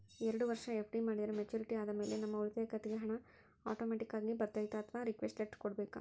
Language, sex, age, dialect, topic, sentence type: Kannada, female, 41-45, Central, banking, question